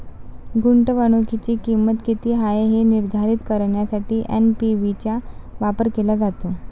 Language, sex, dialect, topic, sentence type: Marathi, female, Varhadi, banking, statement